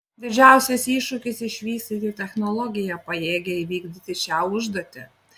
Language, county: Lithuanian, Panevėžys